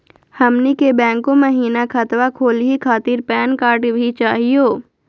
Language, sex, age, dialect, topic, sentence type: Magahi, female, 18-24, Southern, banking, question